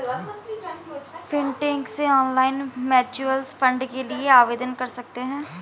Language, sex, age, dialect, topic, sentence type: Hindi, female, 18-24, Marwari Dhudhari, banking, statement